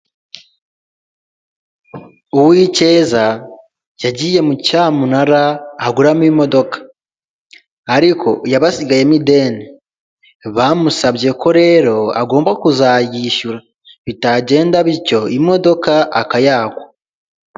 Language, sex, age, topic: Kinyarwanda, male, 18-24, finance